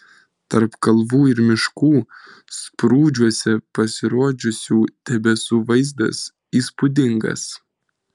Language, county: Lithuanian, Vilnius